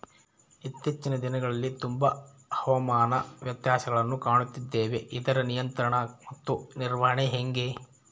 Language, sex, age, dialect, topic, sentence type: Kannada, male, 31-35, Central, agriculture, question